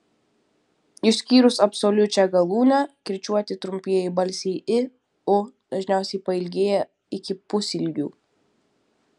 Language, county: Lithuanian, Vilnius